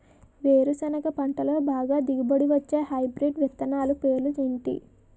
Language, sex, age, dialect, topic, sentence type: Telugu, female, 18-24, Utterandhra, agriculture, question